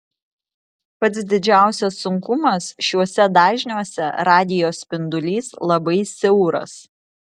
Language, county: Lithuanian, Vilnius